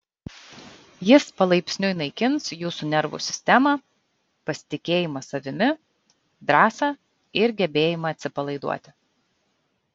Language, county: Lithuanian, Kaunas